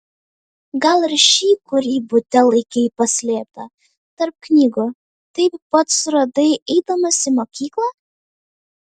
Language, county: Lithuanian, Vilnius